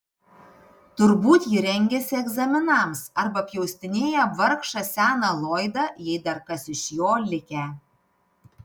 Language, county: Lithuanian, Panevėžys